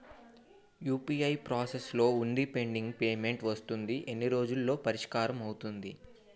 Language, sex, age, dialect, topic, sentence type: Telugu, male, 18-24, Utterandhra, banking, question